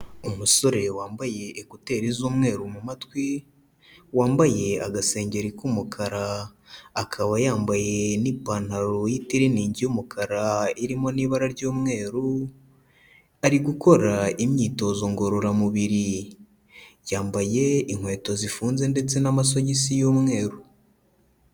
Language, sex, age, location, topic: Kinyarwanda, male, 18-24, Kigali, health